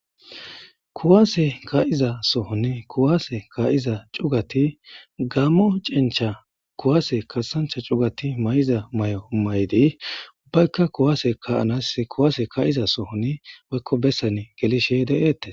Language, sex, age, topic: Gamo, male, 18-24, government